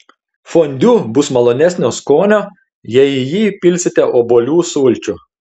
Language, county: Lithuanian, Telšiai